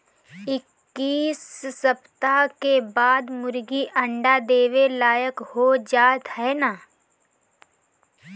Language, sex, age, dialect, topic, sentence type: Bhojpuri, female, 18-24, Northern, agriculture, statement